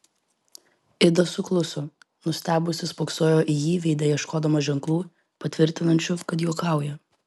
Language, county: Lithuanian, Vilnius